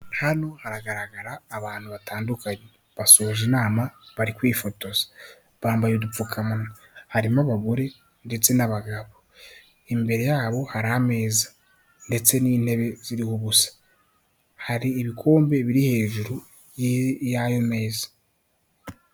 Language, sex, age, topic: Kinyarwanda, male, 18-24, government